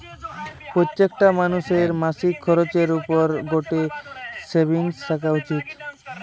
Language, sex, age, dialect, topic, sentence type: Bengali, male, 18-24, Western, banking, statement